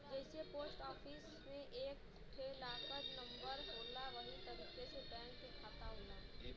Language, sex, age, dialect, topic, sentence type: Bhojpuri, female, 18-24, Western, banking, statement